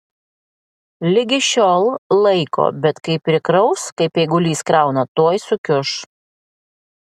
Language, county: Lithuanian, Klaipėda